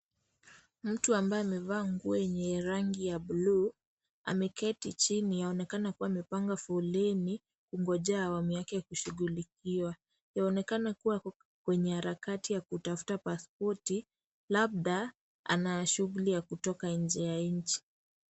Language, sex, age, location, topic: Swahili, female, 18-24, Kisii, government